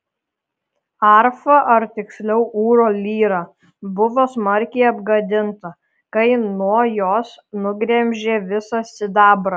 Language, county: Lithuanian, Kaunas